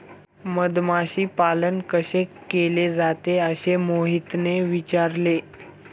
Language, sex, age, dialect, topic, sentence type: Marathi, male, 18-24, Standard Marathi, agriculture, statement